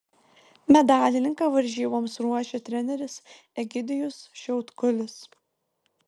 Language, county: Lithuanian, Vilnius